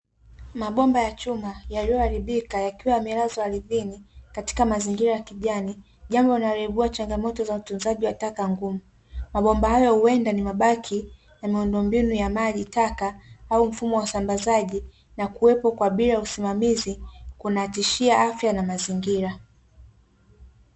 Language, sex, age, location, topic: Swahili, female, 18-24, Dar es Salaam, government